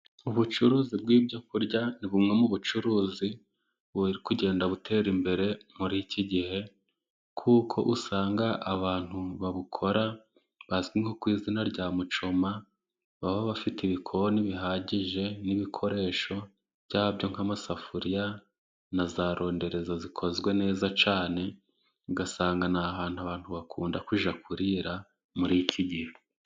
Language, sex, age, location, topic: Kinyarwanda, male, 25-35, Musanze, finance